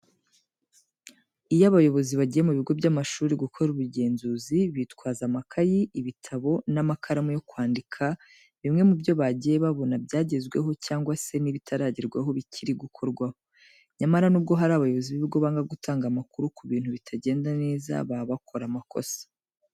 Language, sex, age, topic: Kinyarwanda, female, 25-35, education